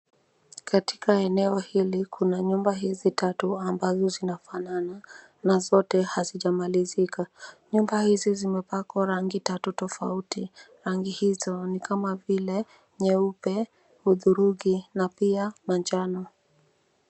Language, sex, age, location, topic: Swahili, female, 25-35, Nairobi, finance